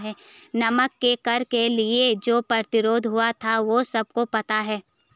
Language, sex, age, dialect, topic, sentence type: Hindi, female, 56-60, Garhwali, banking, statement